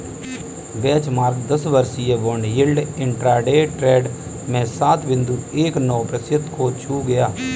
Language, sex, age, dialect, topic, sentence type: Hindi, male, 25-30, Kanauji Braj Bhasha, agriculture, statement